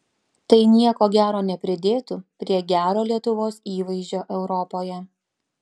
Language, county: Lithuanian, Panevėžys